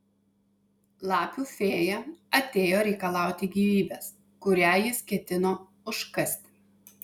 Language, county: Lithuanian, Vilnius